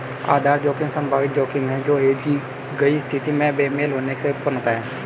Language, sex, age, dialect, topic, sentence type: Hindi, male, 18-24, Hindustani Malvi Khadi Boli, banking, statement